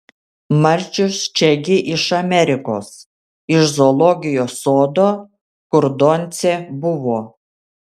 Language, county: Lithuanian, Kaunas